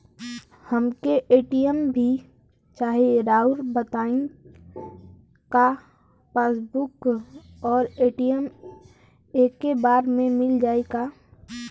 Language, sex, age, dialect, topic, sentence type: Bhojpuri, female, 36-40, Western, banking, question